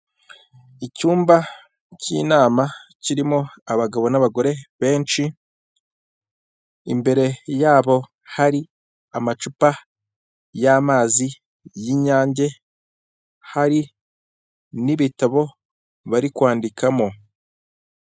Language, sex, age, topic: Kinyarwanda, male, 18-24, government